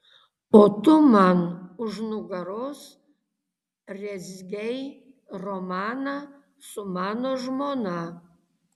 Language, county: Lithuanian, Kaunas